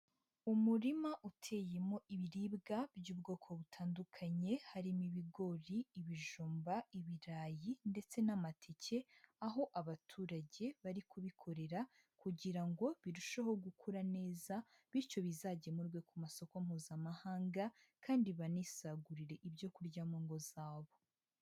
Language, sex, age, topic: Kinyarwanda, female, 25-35, agriculture